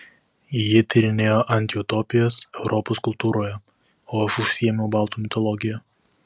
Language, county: Lithuanian, Vilnius